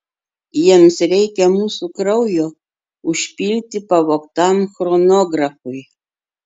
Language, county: Lithuanian, Klaipėda